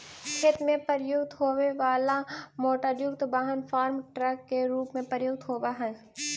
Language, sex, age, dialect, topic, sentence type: Magahi, female, 18-24, Central/Standard, banking, statement